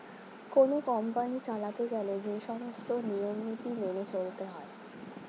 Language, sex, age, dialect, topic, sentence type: Bengali, female, 18-24, Standard Colloquial, banking, statement